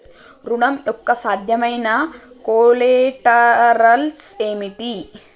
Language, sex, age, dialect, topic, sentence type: Telugu, female, 18-24, Telangana, banking, question